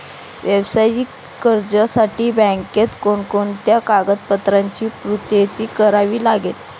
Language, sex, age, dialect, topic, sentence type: Marathi, female, 25-30, Standard Marathi, banking, question